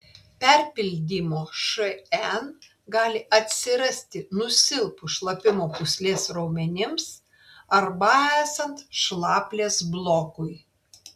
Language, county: Lithuanian, Klaipėda